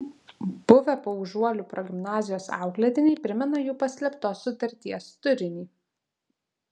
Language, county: Lithuanian, Vilnius